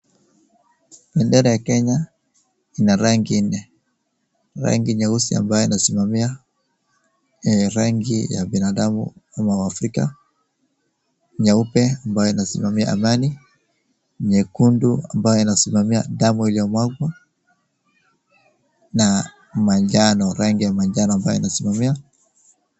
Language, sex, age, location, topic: Swahili, male, 25-35, Wajir, government